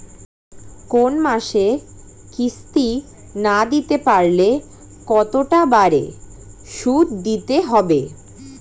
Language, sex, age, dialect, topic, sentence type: Bengali, female, 18-24, Standard Colloquial, banking, question